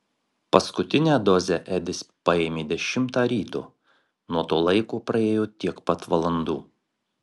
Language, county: Lithuanian, Marijampolė